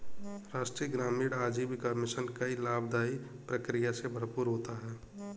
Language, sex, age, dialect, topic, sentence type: Hindi, male, 18-24, Kanauji Braj Bhasha, banking, statement